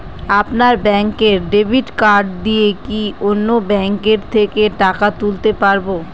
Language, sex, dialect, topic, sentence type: Bengali, female, Northern/Varendri, banking, question